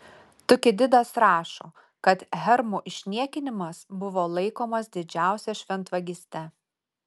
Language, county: Lithuanian, Utena